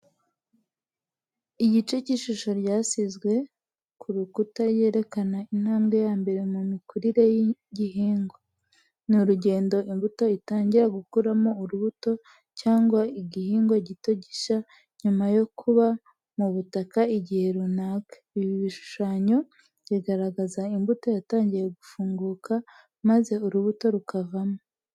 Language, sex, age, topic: Kinyarwanda, female, 18-24, education